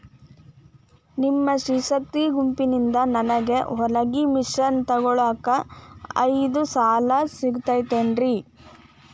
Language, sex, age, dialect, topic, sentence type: Kannada, female, 25-30, Dharwad Kannada, banking, question